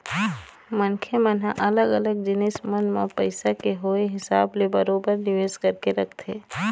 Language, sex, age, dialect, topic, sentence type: Chhattisgarhi, female, 25-30, Eastern, banking, statement